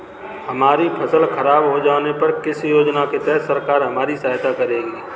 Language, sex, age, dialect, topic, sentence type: Hindi, male, 36-40, Kanauji Braj Bhasha, agriculture, question